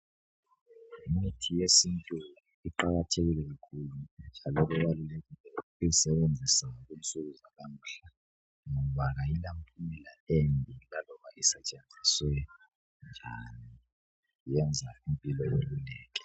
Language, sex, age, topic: North Ndebele, male, 25-35, health